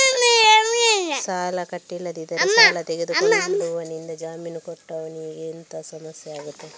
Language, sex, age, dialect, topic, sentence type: Kannada, female, 36-40, Coastal/Dakshin, banking, question